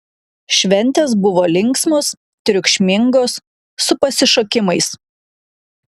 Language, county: Lithuanian, Klaipėda